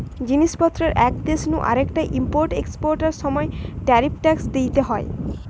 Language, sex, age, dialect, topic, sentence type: Bengali, male, 18-24, Western, banking, statement